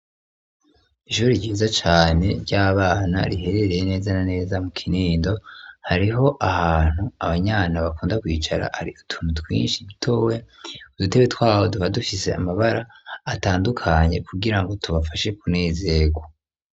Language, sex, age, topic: Rundi, male, 36-49, education